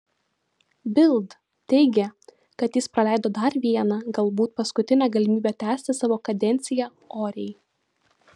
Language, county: Lithuanian, Vilnius